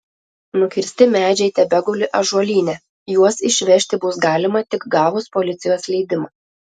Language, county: Lithuanian, Telšiai